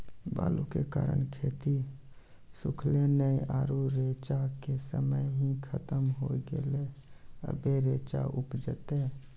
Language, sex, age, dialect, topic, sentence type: Maithili, male, 31-35, Angika, agriculture, question